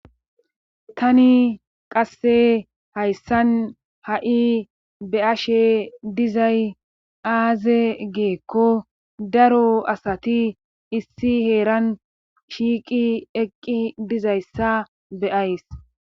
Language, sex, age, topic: Gamo, male, 25-35, government